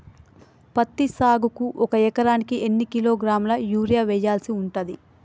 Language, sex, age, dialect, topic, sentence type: Telugu, female, 25-30, Telangana, agriculture, question